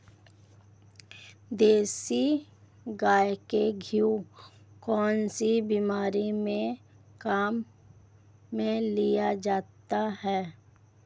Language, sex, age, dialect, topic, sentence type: Hindi, female, 25-30, Marwari Dhudhari, agriculture, question